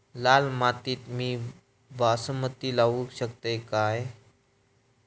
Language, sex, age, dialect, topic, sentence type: Marathi, male, 25-30, Southern Konkan, agriculture, question